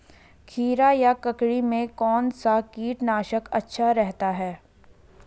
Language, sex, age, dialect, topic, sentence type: Hindi, female, 18-24, Garhwali, agriculture, question